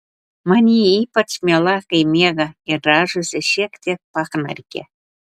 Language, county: Lithuanian, Telšiai